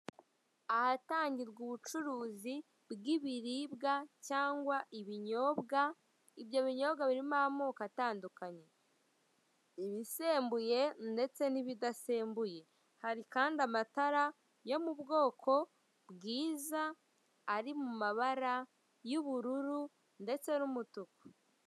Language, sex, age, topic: Kinyarwanda, female, 18-24, finance